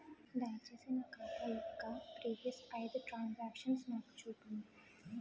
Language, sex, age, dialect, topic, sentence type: Telugu, female, 18-24, Utterandhra, banking, statement